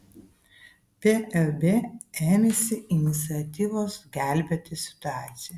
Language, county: Lithuanian, Vilnius